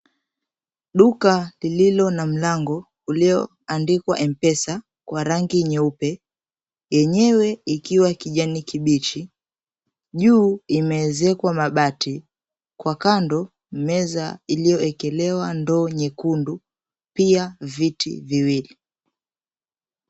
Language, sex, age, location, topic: Swahili, male, 18-24, Mombasa, finance